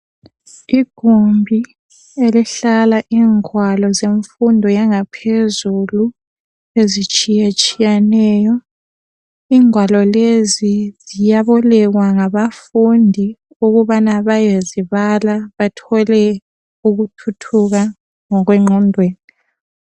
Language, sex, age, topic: North Ndebele, female, 25-35, education